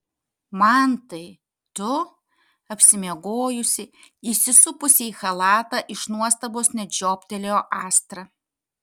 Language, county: Lithuanian, Kaunas